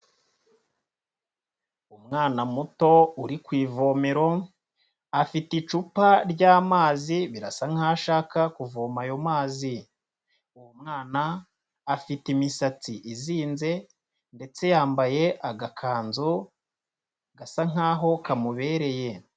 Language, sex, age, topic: Kinyarwanda, male, 25-35, health